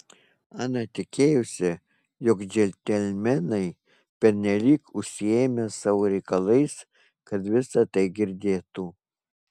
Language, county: Lithuanian, Kaunas